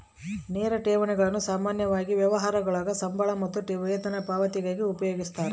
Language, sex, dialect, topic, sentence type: Kannada, female, Central, banking, statement